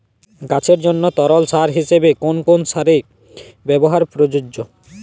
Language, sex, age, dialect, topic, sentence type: Bengali, male, 18-24, Jharkhandi, agriculture, question